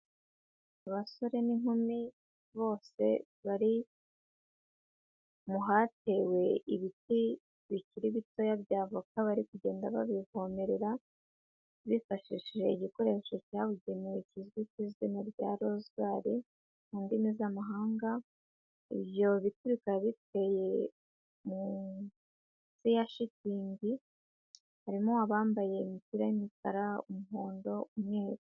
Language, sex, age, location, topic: Kinyarwanda, female, 25-35, Huye, agriculture